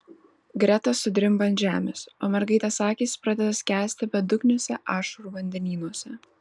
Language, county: Lithuanian, Vilnius